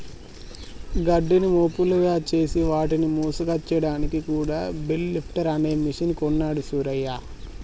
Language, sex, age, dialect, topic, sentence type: Telugu, male, 18-24, Telangana, agriculture, statement